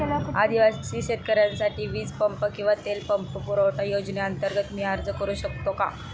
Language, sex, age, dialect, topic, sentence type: Marathi, female, 18-24, Standard Marathi, agriculture, question